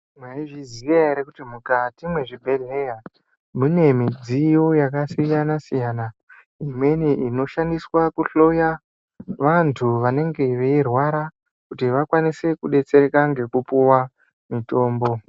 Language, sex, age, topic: Ndau, male, 18-24, health